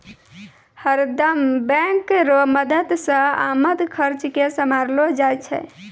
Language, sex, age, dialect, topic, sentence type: Maithili, female, 18-24, Angika, banking, statement